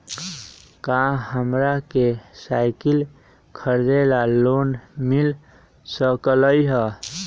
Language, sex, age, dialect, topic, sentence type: Magahi, male, 18-24, Western, banking, question